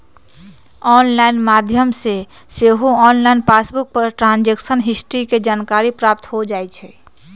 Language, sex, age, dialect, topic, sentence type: Magahi, female, 31-35, Western, banking, statement